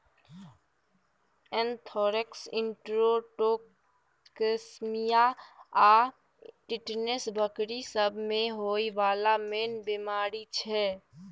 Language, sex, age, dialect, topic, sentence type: Maithili, male, 41-45, Bajjika, agriculture, statement